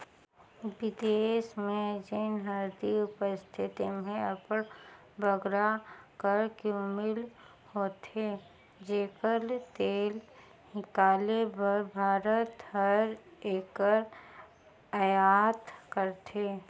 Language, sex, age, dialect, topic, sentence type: Chhattisgarhi, female, 36-40, Northern/Bhandar, agriculture, statement